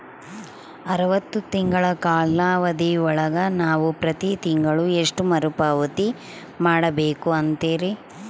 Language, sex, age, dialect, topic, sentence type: Kannada, female, 36-40, Central, banking, question